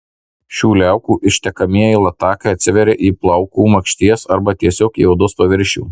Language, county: Lithuanian, Marijampolė